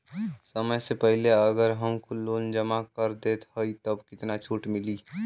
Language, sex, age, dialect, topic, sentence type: Bhojpuri, male, 18-24, Western, banking, question